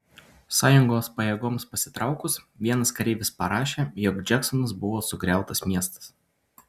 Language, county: Lithuanian, Utena